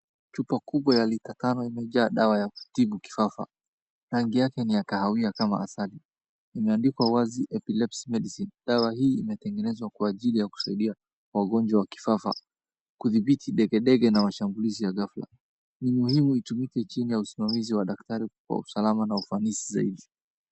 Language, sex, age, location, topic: Swahili, male, 25-35, Wajir, health